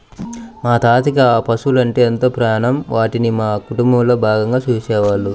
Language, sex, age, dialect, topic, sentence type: Telugu, male, 25-30, Central/Coastal, agriculture, statement